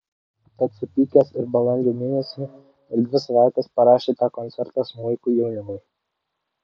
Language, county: Lithuanian, Vilnius